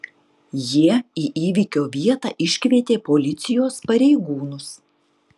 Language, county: Lithuanian, Utena